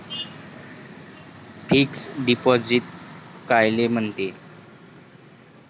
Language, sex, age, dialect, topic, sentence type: Marathi, male, 18-24, Varhadi, banking, question